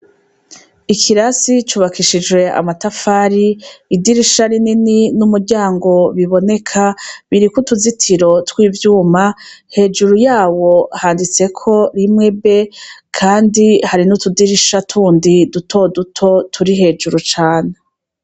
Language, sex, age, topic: Rundi, female, 36-49, education